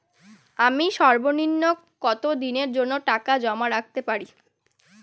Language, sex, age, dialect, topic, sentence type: Bengali, male, 25-30, Northern/Varendri, banking, question